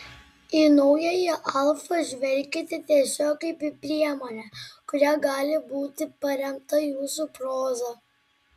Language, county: Lithuanian, Klaipėda